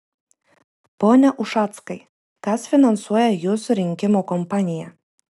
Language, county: Lithuanian, Vilnius